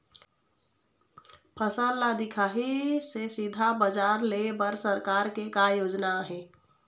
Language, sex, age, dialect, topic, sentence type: Chhattisgarhi, female, 25-30, Eastern, agriculture, question